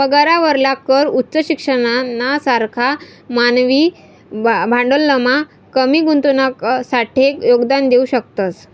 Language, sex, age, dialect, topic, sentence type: Marathi, female, 18-24, Northern Konkan, banking, statement